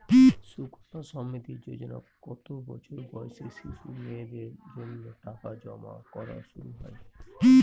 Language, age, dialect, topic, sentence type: Bengali, 60-100, Northern/Varendri, banking, question